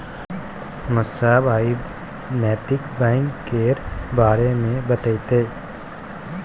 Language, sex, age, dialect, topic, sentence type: Maithili, male, 18-24, Bajjika, banking, statement